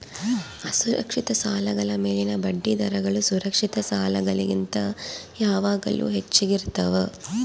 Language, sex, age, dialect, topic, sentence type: Kannada, female, 36-40, Central, banking, statement